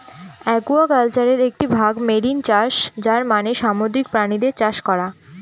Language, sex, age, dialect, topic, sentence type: Bengali, female, 18-24, Northern/Varendri, agriculture, statement